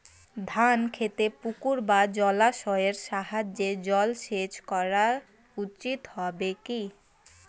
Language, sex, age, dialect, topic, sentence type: Bengali, female, 18-24, Rajbangshi, agriculture, question